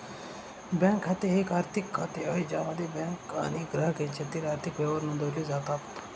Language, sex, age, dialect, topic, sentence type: Marathi, male, 18-24, Northern Konkan, banking, statement